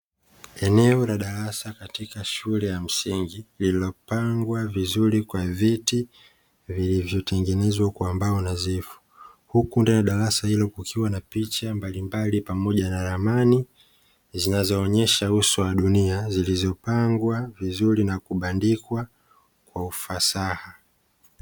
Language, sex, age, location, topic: Swahili, male, 25-35, Dar es Salaam, education